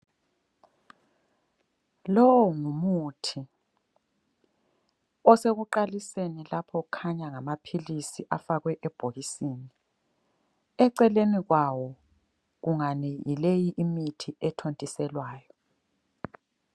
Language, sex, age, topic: North Ndebele, female, 25-35, health